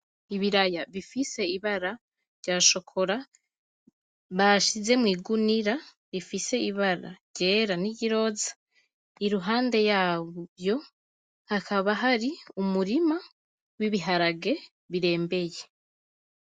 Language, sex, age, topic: Rundi, female, 25-35, agriculture